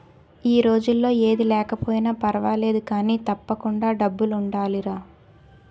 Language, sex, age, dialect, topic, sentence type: Telugu, female, 18-24, Utterandhra, banking, statement